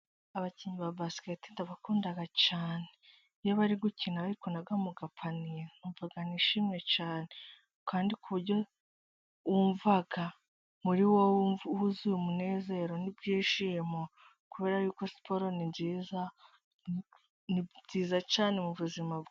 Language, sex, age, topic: Kinyarwanda, female, 18-24, government